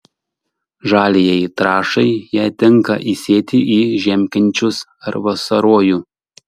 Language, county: Lithuanian, Šiauliai